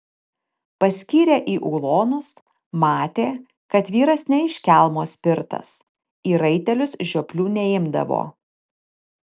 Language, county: Lithuanian, Panevėžys